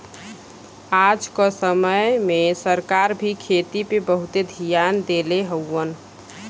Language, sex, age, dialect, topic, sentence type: Bhojpuri, female, 18-24, Western, agriculture, statement